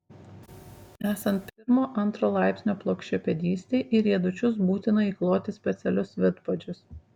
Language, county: Lithuanian, Šiauliai